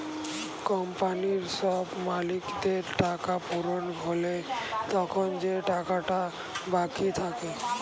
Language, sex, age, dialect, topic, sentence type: Bengali, male, 18-24, Standard Colloquial, banking, statement